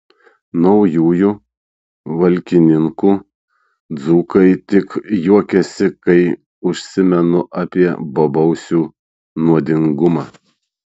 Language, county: Lithuanian, Šiauliai